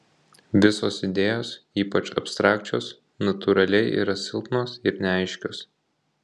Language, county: Lithuanian, Kaunas